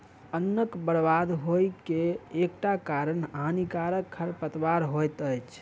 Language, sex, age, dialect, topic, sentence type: Maithili, male, 25-30, Southern/Standard, agriculture, statement